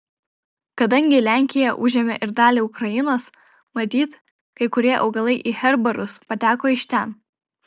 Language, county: Lithuanian, Vilnius